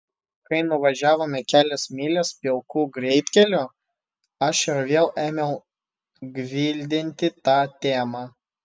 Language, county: Lithuanian, Vilnius